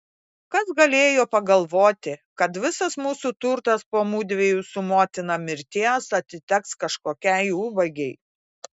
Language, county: Lithuanian, Klaipėda